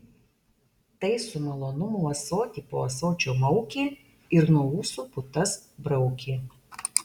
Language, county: Lithuanian, Alytus